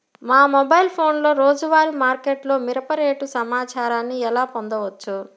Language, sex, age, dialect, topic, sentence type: Telugu, female, 60-100, Central/Coastal, agriculture, question